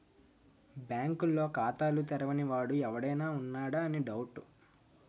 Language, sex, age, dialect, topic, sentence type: Telugu, male, 18-24, Utterandhra, banking, statement